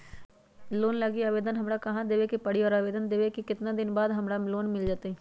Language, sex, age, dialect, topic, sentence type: Magahi, male, 36-40, Western, banking, question